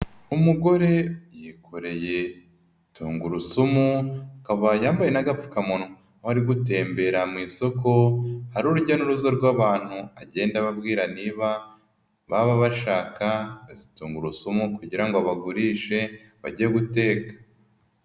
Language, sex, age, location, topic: Kinyarwanda, male, 25-35, Nyagatare, finance